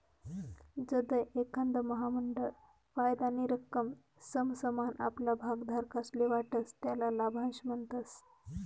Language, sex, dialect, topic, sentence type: Marathi, female, Northern Konkan, banking, statement